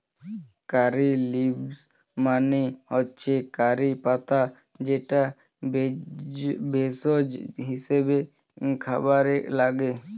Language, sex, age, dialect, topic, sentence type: Bengali, male, 18-24, Standard Colloquial, agriculture, statement